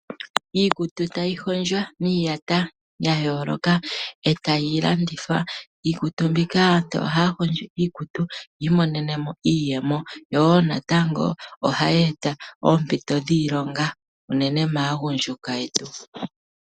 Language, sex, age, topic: Oshiwambo, female, 25-35, finance